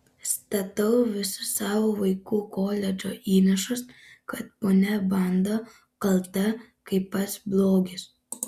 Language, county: Lithuanian, Panevėžys